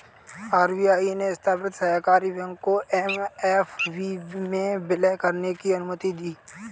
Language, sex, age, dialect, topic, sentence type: Hindi, male, 18-24, Kanauji Braj Bhasha, banking, statement